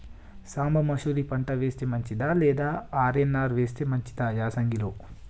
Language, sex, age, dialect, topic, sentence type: Telugu, male, 18-24, Telangana, agriculture, question